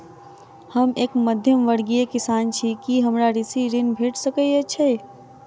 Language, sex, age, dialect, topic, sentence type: Maithili, female, 41-45, Southern/Standard, banking, question